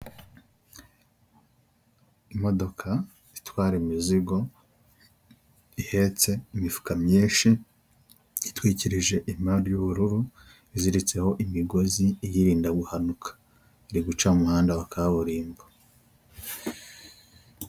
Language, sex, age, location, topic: Kinyarwanda, male, 25-35, Huye, government